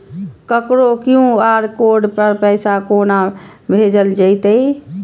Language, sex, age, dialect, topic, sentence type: Maithili, female, 25-30, Eastern / Thethi, banking, question